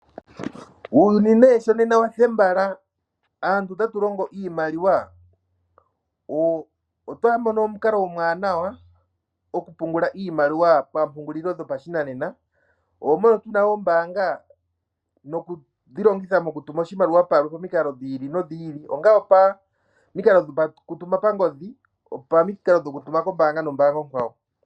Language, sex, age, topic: Oshiwambo, male, 25-35, finance